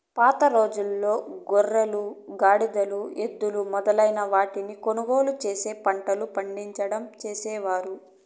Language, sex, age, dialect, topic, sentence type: Telugu, female, 41-45, Southern, agriculture, statement